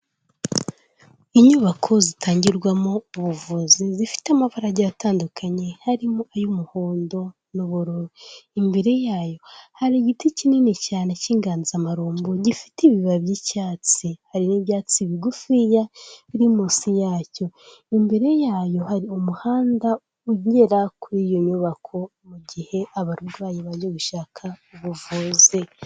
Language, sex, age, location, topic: Kinyarwanda, female, 18-24, Kigali, health